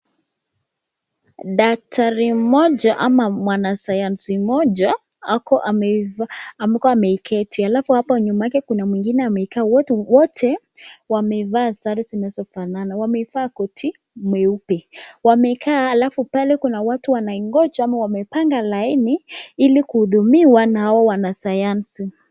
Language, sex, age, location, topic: Swahili, female, 18-24, Nakuru, health